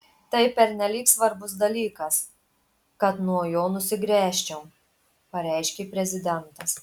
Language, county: Lithuanian, Marijampolė